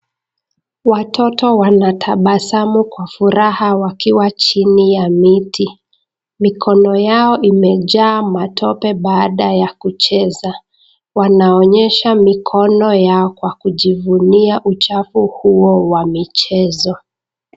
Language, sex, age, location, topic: Swahili, female, 25-35, Nakuru, health